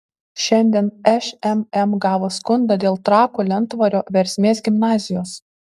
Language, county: Lithuanian, Kaunas